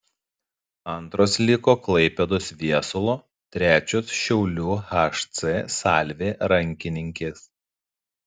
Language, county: Lithuanian, Panevėžys